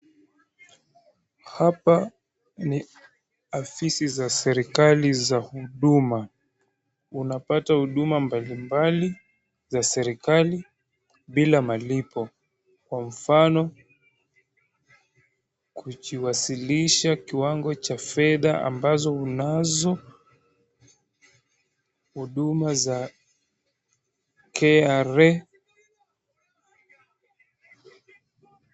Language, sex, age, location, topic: Swahili, male, 25-35, Mombasa, government